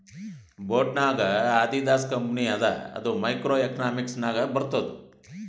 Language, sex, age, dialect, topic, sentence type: Kannada, male, 60-100, Northeastern, banking, statement